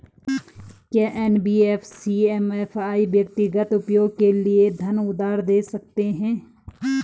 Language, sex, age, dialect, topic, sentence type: Hindi, female, 31-35, Garhwali, banking, question